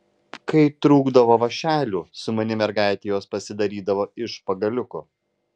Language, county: Lithuanian, Vilnius